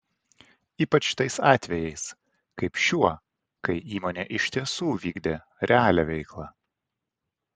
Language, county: Lithuanian, Vilnius